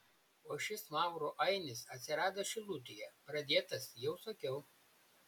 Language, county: Lithuanian, Šiauliai